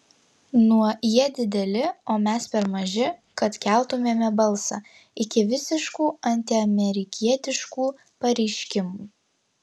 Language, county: Lithuanian, Klaipėda